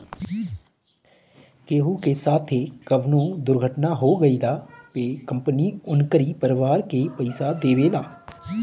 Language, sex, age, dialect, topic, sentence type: Bhojpuri, male, 31-35, Northern, banking, statement